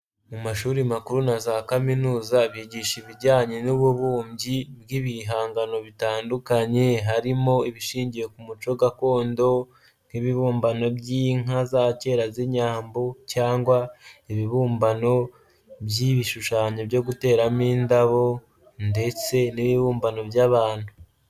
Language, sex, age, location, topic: Kinyarwanda, male, 18-24, Nyagatare, education